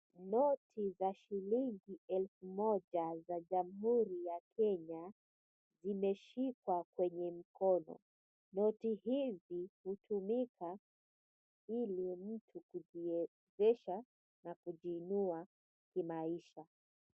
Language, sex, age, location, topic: Swahili, female, 25-35, Mombasa, finance